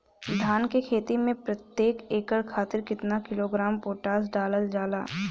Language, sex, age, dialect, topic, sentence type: Bhojpuri, female, 25-30, Western, agriculture, question